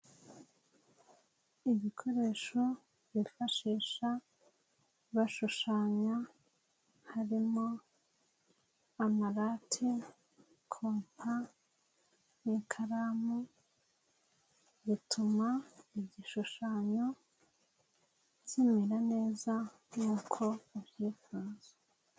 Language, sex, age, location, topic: Kinyarwanda, female, 18-24, Nyagatare, education